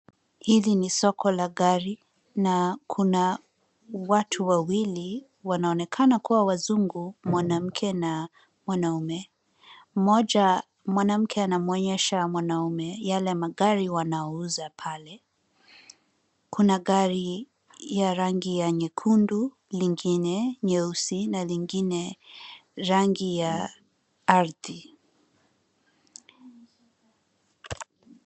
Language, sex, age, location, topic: Swahili, female, 25-35, Nairobi, finance